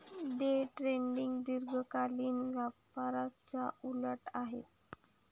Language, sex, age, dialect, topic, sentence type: Marathi, female, 18-24, Varhadi, banking, statement